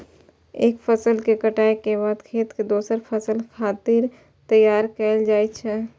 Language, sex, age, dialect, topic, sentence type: Maithili, female, 41-45, Eastern / Thethi, agriculture, statement